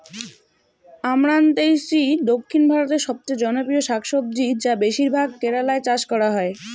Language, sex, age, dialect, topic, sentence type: Bengali, female, 18-24, Rajbangshi, agriculture, question